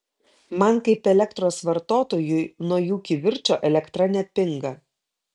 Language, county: Lithuanian, Kaunas